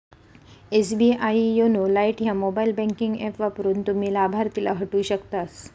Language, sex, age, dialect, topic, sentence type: Marathi, female, 18-24, Southern Konkan, banking, statement